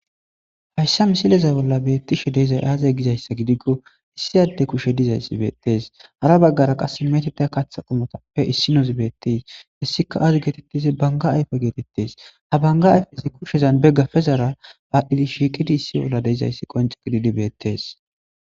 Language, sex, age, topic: Gamo, male, 18-24, agriculture